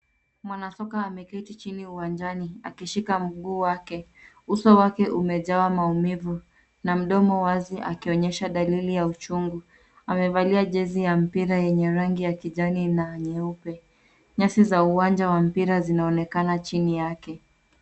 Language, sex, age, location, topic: Swahili, female, 18-24, Nairobi, health